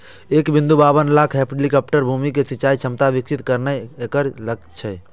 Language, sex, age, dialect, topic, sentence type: Maithili, male, 18-24, Eastern / Thethi, agriculture, statement